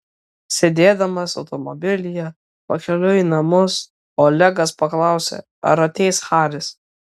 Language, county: Lithuanian, Kaunas